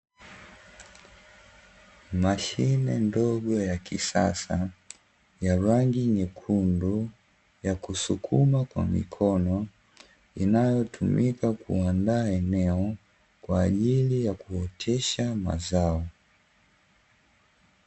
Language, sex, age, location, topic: Swahili, male, 18-24, Dar es Salaam, agriculture